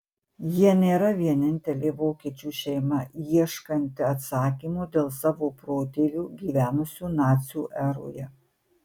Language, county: Lithuanian, Marijampolė